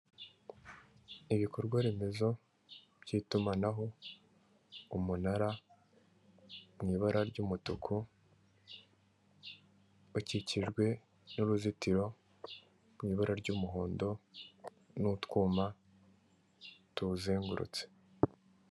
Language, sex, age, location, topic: Kinyarwanda, male, 18-24, Kigali, government